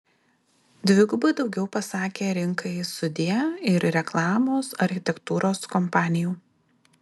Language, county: Lithuanian, Alytus